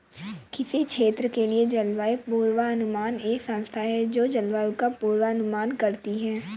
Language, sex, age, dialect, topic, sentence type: Hindi, female, 18-24, Awadhi Bundeli, agriculture, statement